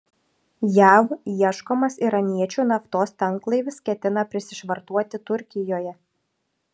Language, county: Lithuanian, Šiauliai